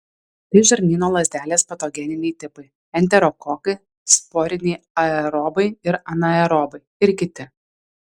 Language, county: Lithuanian, Vilnius